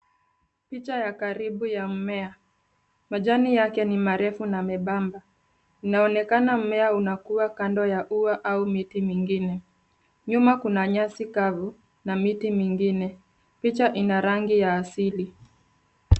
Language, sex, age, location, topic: Swahili, female, 25-35, Nairobi, health